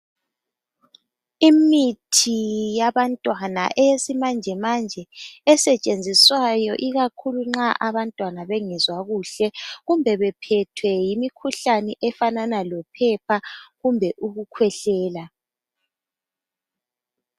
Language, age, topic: North Ndebele, 25-35, health